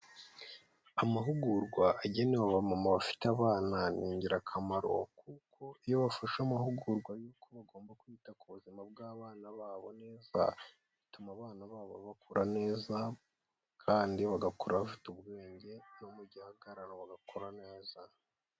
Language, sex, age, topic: Kinyarwanda, female, 18-24, health